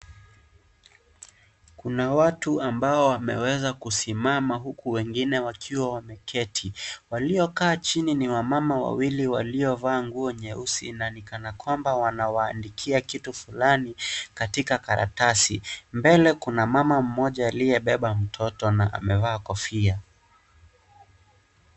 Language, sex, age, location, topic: Swahili, male, 18-24, Kisii, government